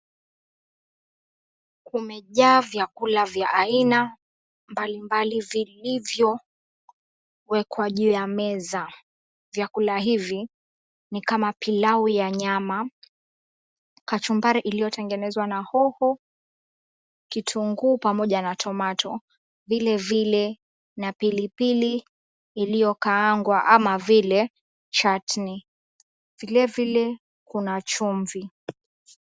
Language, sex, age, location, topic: Swahili, female, 25-35, Mombasa, agriculture